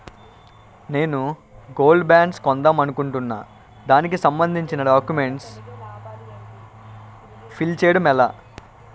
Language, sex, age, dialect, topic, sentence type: Telugu, male, 18-24, Utterandhra, banking, question